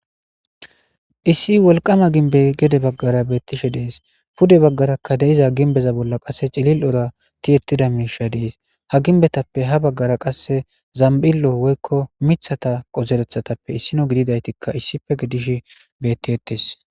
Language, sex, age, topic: Gamo, male, 25-35, government